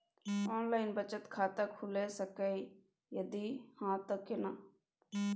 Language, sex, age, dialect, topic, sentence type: Maithili, female, 18-24, Bajjika, banking, question